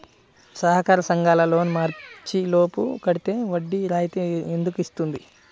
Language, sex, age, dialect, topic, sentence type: Telugu, male, 25-30, Central/Coastal, banking, question